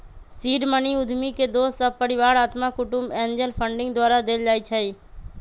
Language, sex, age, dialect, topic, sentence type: Magahi, male, 25-30, Western, banking, statement